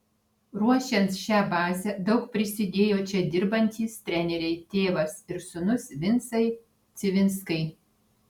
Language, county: Lithuanian, Vilnius